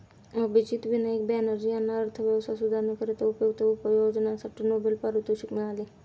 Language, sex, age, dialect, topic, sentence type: Marathi, female, 18-24, Standard Marathi, banking, statement